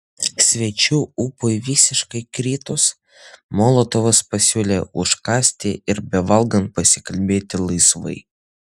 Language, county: Lithuanian, Utena